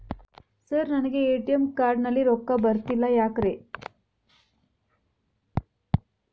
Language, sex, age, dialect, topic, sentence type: Kannada, female, 25-30, Dharwad Kannada, banking, question